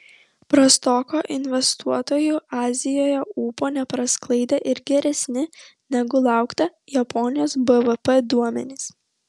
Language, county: Lithuanian, Vilnius